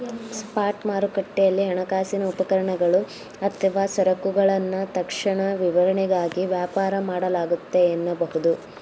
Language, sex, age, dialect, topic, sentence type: Kannada, female, 18-24, Mysore Kannada, banking, statement